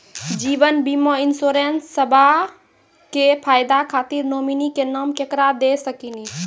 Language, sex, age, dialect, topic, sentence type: Maithili, female, 18-24, Angika, banking, question